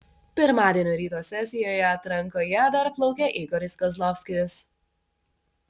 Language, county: Lithuanian, Vilnius